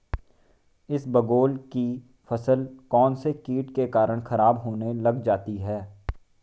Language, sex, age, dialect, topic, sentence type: Hindi, male, 18-24, Marwari Dhudhari, agriculture, question